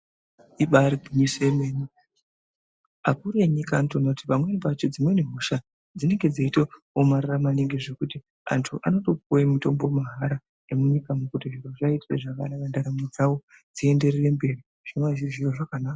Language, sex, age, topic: Ndau, female, 18-24, health